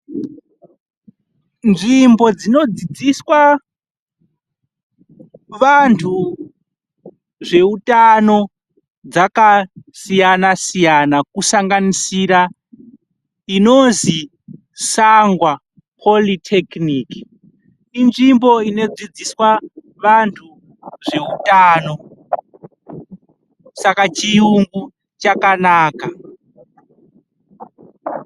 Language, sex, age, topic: Ndau, male, 25-35, health